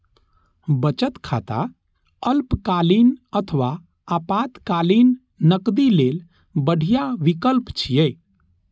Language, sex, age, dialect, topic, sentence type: Maithili, male, 31-35, Eastern / Thethi, banking, statement